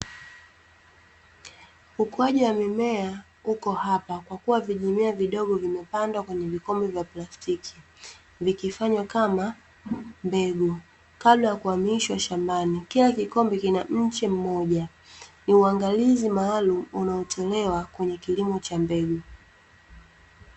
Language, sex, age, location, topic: Swahili, female, 25-35, Dar es Salaam, agriculture